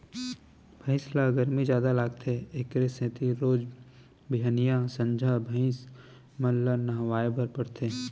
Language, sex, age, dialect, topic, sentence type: Chhattisgarhi, male, 18-24, Central, agriculture, statement